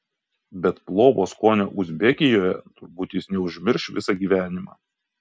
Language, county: Lithuanian, Kaunas